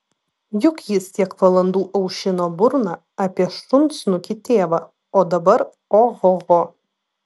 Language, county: Lithuanian, Vilnius